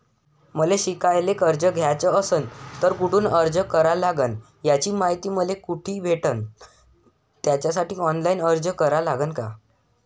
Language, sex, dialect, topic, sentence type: Marathi, male, Varhadi, banking, question